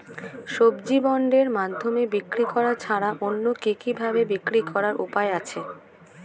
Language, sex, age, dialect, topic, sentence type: Bengali, female, 18-24, Standard Colloquial, agriculture, question